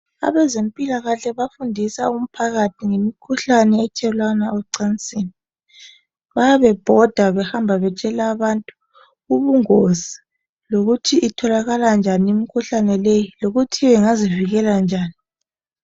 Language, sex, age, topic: North Ndebele, female, 25-35, health